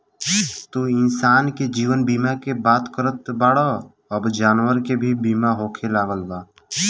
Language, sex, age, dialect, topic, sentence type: Bhojpuri, male, <18, Southern / Standard, banking, statement